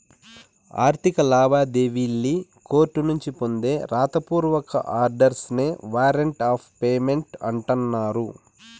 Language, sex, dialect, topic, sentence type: Telugu, male, Southern, banking, statement